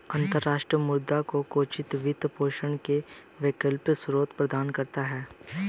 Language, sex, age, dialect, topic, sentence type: Hindi, male, 18-24, Hindustani Malvi Khadi Boli, banking, statement